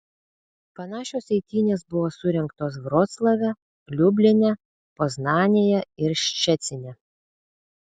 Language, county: Lithuanian, Vilnius